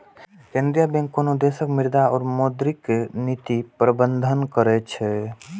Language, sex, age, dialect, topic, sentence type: Maithili, male, 18-24, Eastern / Thethi, banking, statement